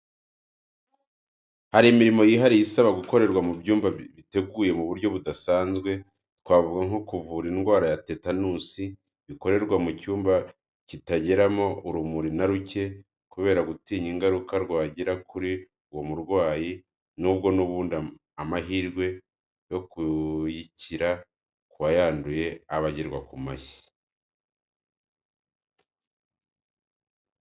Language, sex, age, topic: Kinyarwanda, male, 25-35, education